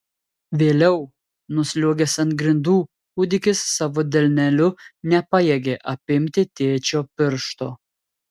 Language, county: Lithuanian, Telšiai